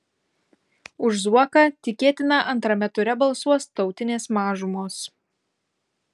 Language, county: Lithuanian, Kaunas